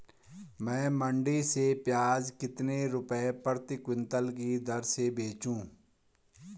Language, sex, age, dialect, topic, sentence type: Hindi, male, 46-50, Garhwali, agriculture, statement